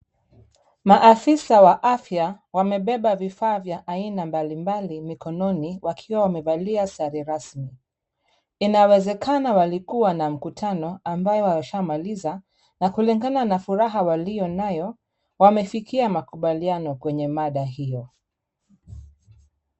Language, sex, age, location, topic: Swahili, female, 36-49, Kisumu, health